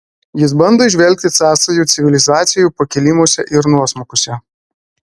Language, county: Lithuanian, Klaipėda